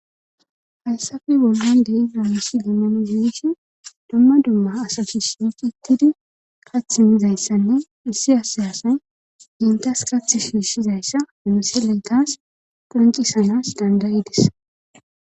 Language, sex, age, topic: Gamo, female, 18-24, government